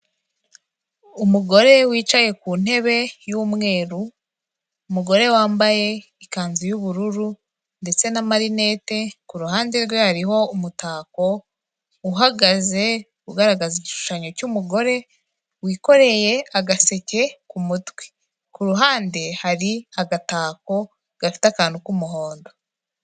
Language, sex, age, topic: Kinyarwanda, female, 18-24, government